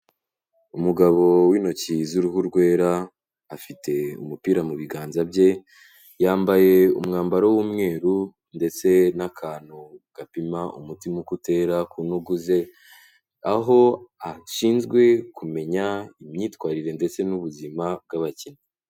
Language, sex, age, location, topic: Kinyarwanda, male, 18-24, Kigali, health